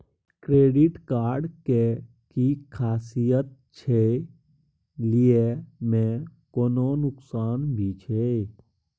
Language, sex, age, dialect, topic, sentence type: Maithili, male, 18-24, Bajjika, banking, question